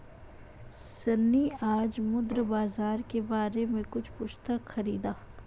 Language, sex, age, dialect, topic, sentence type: Hindi, female, 25-30, Marwari Dhudhari, banking, statement